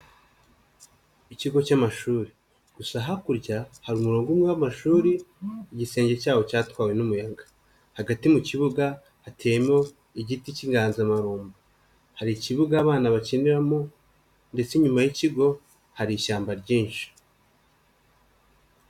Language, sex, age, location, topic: Kinyarwanda, male, 25-35, Nyagatare, education